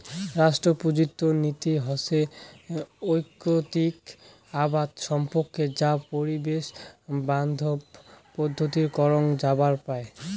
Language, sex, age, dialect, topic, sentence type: Bengali, male, 18-24, Rajbangshi, agriculture, statement